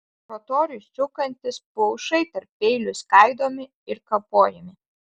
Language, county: Lithuanian, Alytus